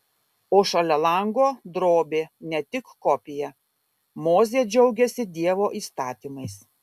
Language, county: Lithuanian, Kaunas